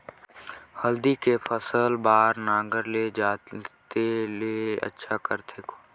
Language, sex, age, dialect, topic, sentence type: Chhattisgarhi, male, 18-24, Northern/Bhandar, agriculture, question